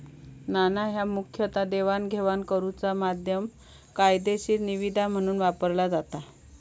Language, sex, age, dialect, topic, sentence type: Marathi, female, 25-30, Southern Konkan, banking, statement